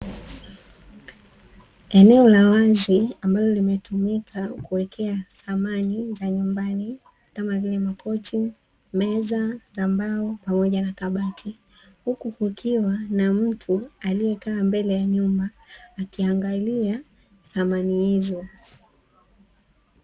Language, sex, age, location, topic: Swahili, female, 18-24, Dar es Salaam, finance